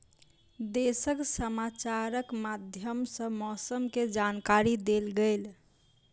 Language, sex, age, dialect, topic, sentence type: Maithili, female, 25-30, Southern/Standard, agriculture, statement